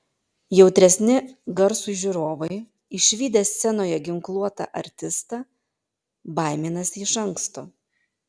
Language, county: Lithuanian, Panevėžys